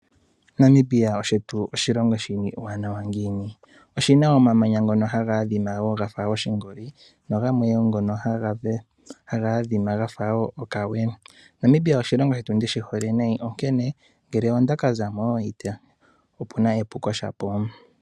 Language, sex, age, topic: Oshiwambo, male, 18-24, agriculture